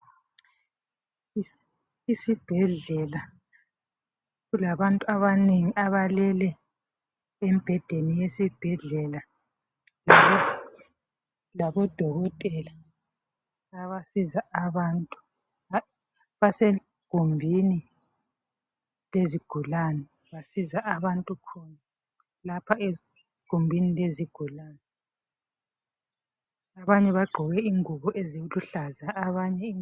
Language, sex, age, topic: North Ndebele, female, 36-49, health